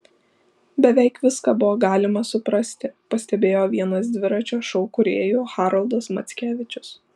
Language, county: Lithuanian, Šiauliai